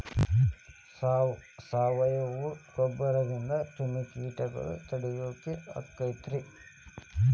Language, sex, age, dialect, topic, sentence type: Kannada, male, 18-24, Dharwad Kannada, agriculture, question